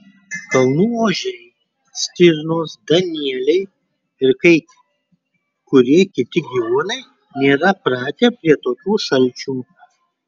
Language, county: Lithuanian, Kaunas